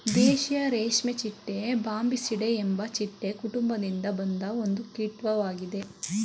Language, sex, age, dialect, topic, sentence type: Kannada, female, 18-24, Mysore Kannada, agriculture, statement